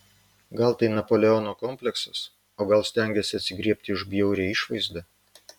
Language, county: Lithuanian, Vilnius